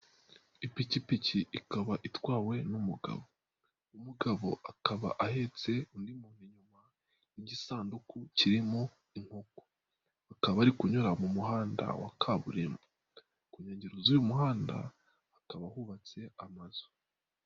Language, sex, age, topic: Kinyarwanda, male, 25-35, finance